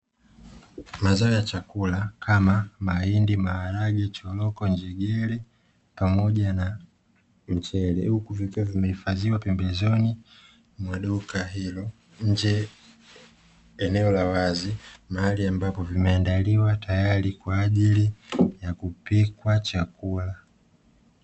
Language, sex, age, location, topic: Swahili, male, 25-35, Dar es Salaam, agriculture